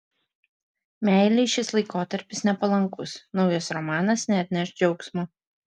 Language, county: Lithuanian, Vilnius